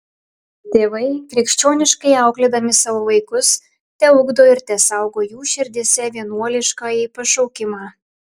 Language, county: Lithuanian, Klaipėda